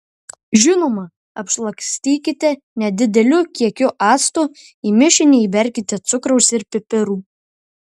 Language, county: Lithuanian, Marijampolė